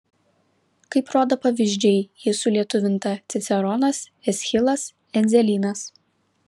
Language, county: Lithuanian, Vilnius